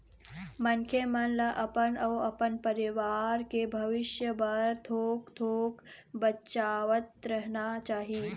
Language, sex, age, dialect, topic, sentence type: Chhattisgarhi, female, 25-30, Eastern, banking, statement